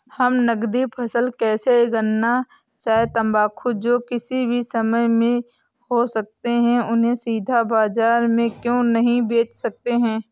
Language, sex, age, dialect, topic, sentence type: Hindi, female, 18-24, Awadhi Bundeli, agriculture, question